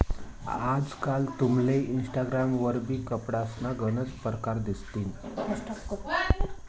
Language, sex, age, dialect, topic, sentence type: Marathi, male, 25-30, Northern Konkan, banking, statement